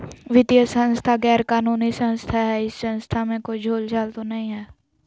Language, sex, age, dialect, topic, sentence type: Magahi, female, 18-24, Southern, banking, question